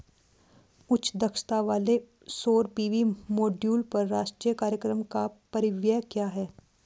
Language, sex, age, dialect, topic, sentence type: Hindi, female, 18-24, Hindustani Malvi Khadi Boli, banking, question